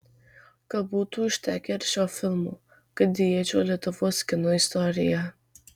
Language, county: Lithuanian, Marijampolė